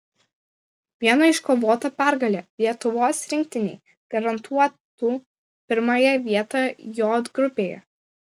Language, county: Lithuanian, Klaipėda